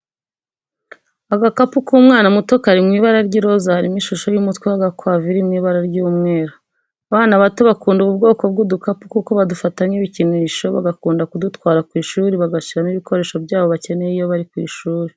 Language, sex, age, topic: Kinyarwanda, female, 25-35, education